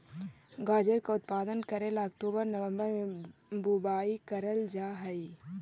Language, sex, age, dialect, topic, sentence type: Magahi, female, 25-30, Central/Standard, agriculture, statement